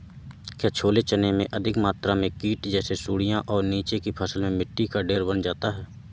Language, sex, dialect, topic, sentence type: Hindi, male, Awadhi Bundeli, agriculture, question